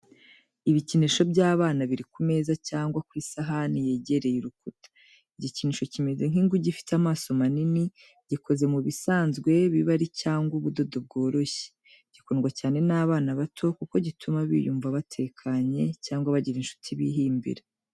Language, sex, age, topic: Kinyarwanda, female, 25-35, education